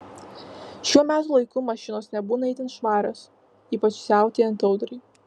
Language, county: Lithuanian, Vilnius